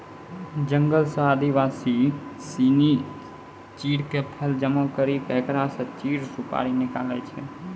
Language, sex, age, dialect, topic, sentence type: Maithili, male, 18-24, Angika, agriculture, statement